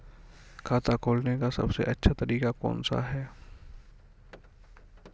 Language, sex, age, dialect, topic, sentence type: Hindi, male, 60-100, Kanauji Braj Bhasha, banking, question